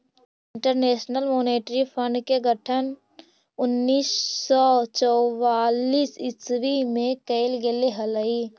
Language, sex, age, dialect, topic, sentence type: Magahi, female, 18-24, Central/Standard, agriculture, statement